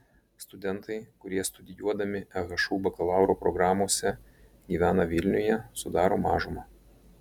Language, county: Lithuanian, Marijampolė